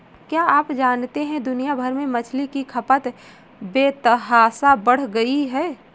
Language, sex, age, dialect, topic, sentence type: Hindi, female, 18-24, Marwari Dhudhari, agriculture, statement